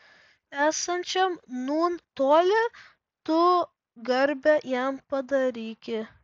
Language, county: Lithuanian, Vilnius